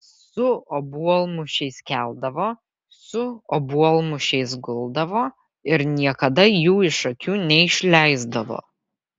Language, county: Lithuanian, Vilnius